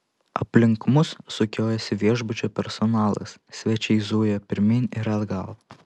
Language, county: Lithuanian, Panevėžys